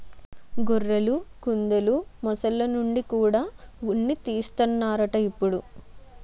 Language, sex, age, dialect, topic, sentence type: Telugu, female, 56-60, Utterandhra, agriculture, statement